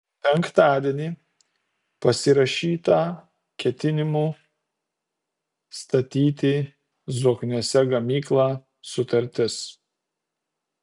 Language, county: Lithuanian, Utena